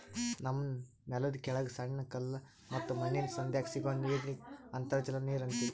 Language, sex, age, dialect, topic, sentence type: Kannada, male, 18-24, Northeastern, agriculture, statement